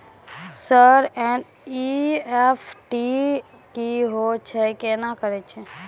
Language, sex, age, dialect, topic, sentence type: Maithili, female, 18-24, Angika, banking, question